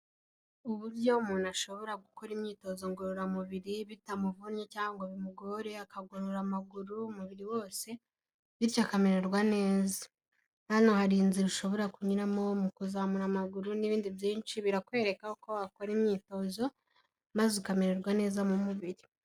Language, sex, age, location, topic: Kinyarwanda, female, 18-24, Kigali, health